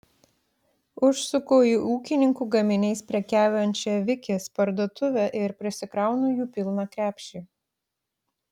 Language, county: Lithuanian, Klaipėda